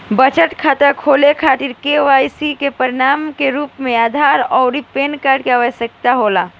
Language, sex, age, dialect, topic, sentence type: Bhojpuri, female, <18, Southern / Standard, banking, statement